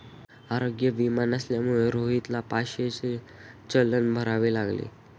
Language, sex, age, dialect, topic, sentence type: Marathi, male, 18-24, Standard Marathi, banking, statement